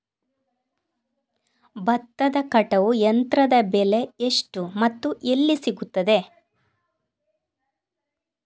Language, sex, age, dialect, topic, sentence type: Kannada, female, 41-45, Coastal/Dakshin, agriculture, question